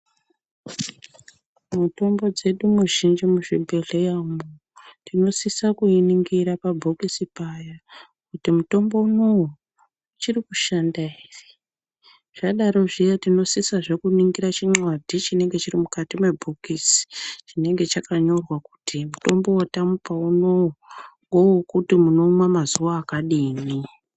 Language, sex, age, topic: Ndau, male, 50+, health